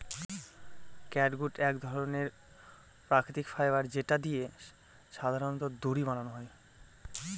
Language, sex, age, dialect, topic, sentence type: Bengali, male, 25-30, Northern/Varendri, agriculture, statement